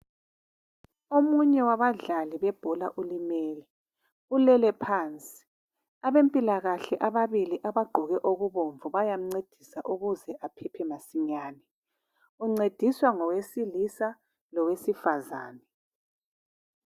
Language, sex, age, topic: North Ndebele, female, 36-49, health